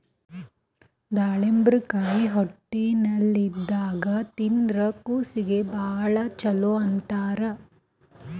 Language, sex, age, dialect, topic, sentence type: Kannada, female, 18-24, Northeastern, agriculture, statement